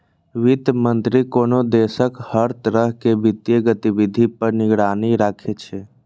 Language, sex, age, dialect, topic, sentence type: Maithili, male, 25-30, Eastern / Thethi, banking, statement